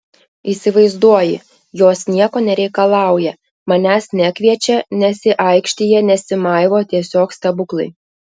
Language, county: Lithuanian, Klaipėda